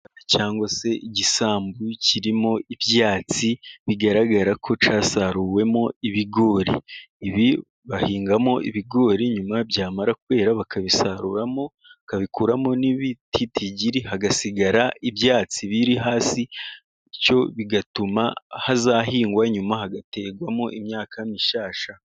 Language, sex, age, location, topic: Kinyarwanda, male, 18-24, Musanze, agriculture